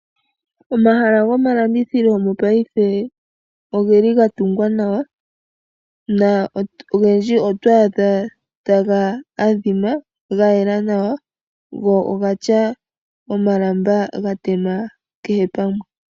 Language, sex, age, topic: Oshiwambo, female, 18-24, finance